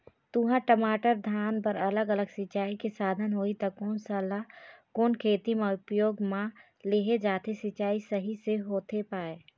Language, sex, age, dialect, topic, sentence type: Chhattisgarhi, female, 18-24, Eastern, agriculture, question